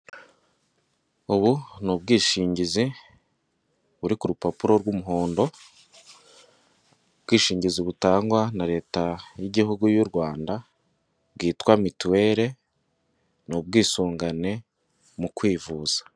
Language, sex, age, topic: Kinyarwanda, male, 18-24, finance